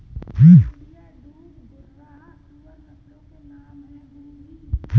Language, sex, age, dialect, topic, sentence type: Hindi, female, 18-24, Kanauji Braj Bhasha, agriculture, statement